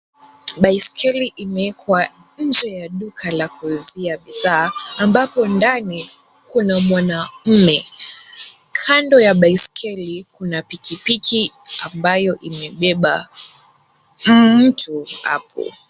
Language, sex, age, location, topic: Swahili, female, 18-24, Kisumu, finance